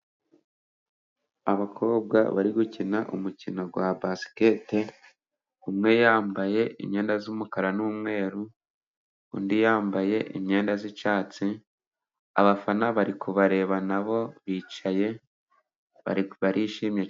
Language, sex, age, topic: Kinyarwanda, male, 25-35, government